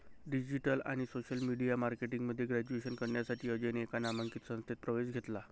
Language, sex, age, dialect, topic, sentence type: Marathi, male, 31-35, Varhadi, banking, statement